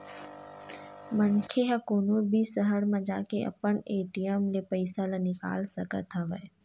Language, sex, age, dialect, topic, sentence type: Chhattisgarhi, female, 18-24, Western/Budati/Khatahi, banking, statement